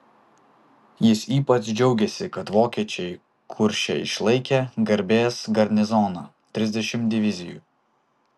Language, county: Lithuanian, Vilnius